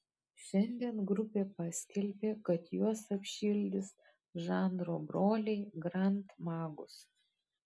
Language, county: Lithuanian, Kaunas